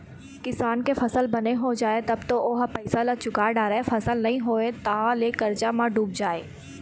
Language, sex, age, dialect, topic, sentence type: Chhattisgarhi, female, 18-24, Eastern, agriculture, statement